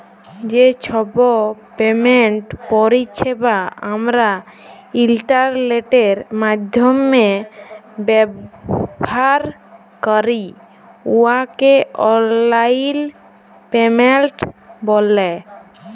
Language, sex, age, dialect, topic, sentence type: Bengali, female, 18-24, Jharkhandi, banking, statement